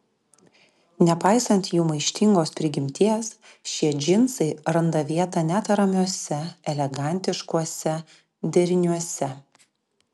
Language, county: Lithuanian, Klaipėda